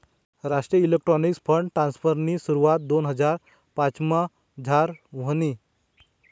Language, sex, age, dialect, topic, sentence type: Marathi, male, 25-30, Northern Konkan, banking, statement